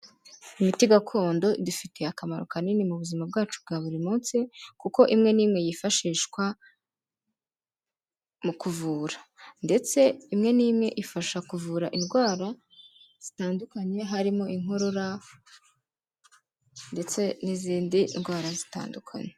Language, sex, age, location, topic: Kinyarwanda, female, 18-24, Kigali, health